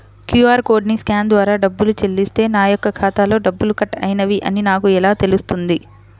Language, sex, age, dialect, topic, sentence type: Telugu, female, 60-100, Central/Coastal, banking, question